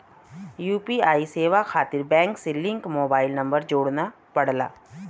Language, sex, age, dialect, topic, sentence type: Bhojpuri, female, 36-40, Western, banking, statement